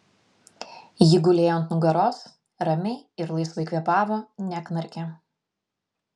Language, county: Lithuanian, Vilnius